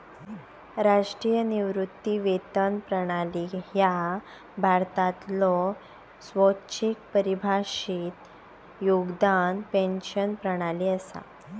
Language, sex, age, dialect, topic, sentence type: Marathi, female, 18-24, Southern Konkan, banking, statement